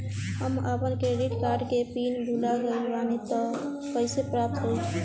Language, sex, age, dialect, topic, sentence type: Bhojpuri, female, 18-24, Southern / Standard, banking, question